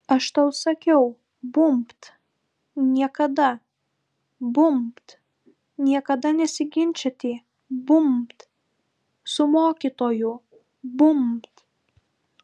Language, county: Lithuanian, Klaipėda